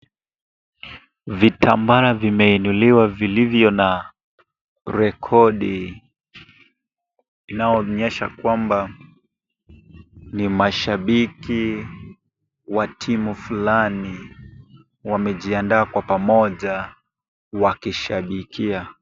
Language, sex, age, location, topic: Swahili, male, 18-24, Kisumu, government